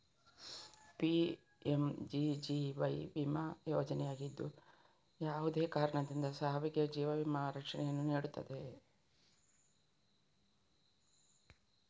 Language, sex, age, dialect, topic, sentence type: Kannada, female, 41-45, Coastal/Dakshin, banking, statement